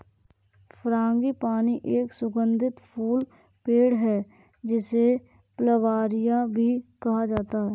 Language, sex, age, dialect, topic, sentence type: Hindi, female, 18-24, Kanauji Braj Bhasha, agriculture, statement